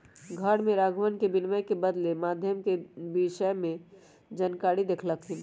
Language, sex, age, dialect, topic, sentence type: Magahi, female, 18-24, Western, banking, statement